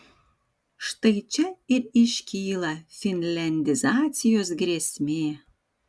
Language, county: Lithuanian, Vilnius